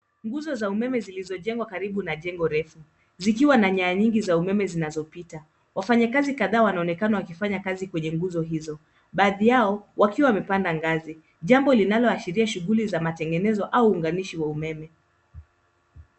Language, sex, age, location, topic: Swahili, female, 25-35, Nairobi, government